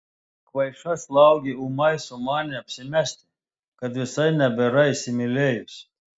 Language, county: Lithuanian, Telšiai